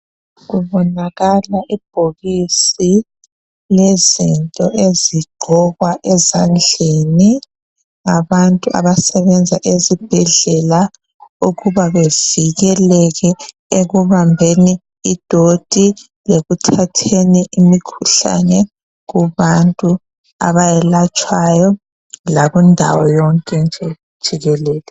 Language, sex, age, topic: North Ndebele, female, 25-35, health